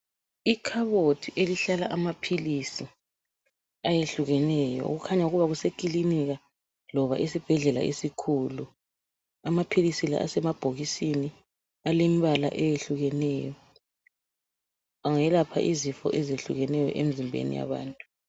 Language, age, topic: North Ndebele, 36-49, health